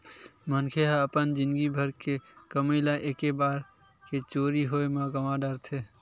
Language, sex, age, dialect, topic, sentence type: Chhattisgarhi, male, 25-30, Western/Budati/Khatahi, banking, statement